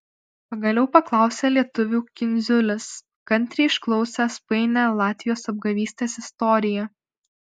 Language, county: Lithuanian, Alytus